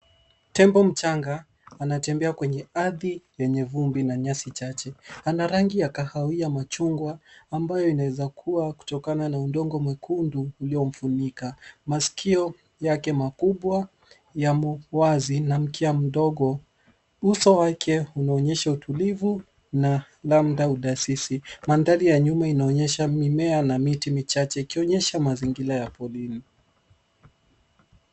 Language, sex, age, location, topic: Swahili, male, 18-24, Nairobi, government